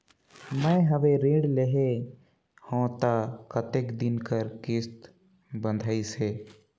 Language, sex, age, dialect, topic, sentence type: Chhattisgarhi, male, 46-50, Northern/Bhandar, banking, question